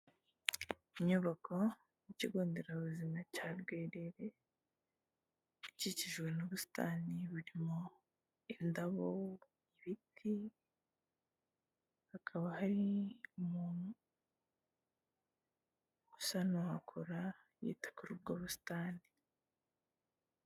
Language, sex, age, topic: Kinyarwanda, female, 18-24, health